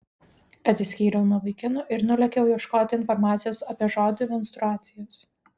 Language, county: Lithuanian, Vilnius